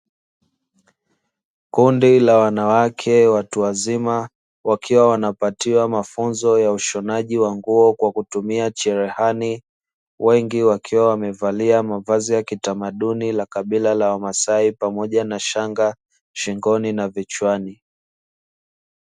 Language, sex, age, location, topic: Swahili, male, 25-35, Dar es Salaam, education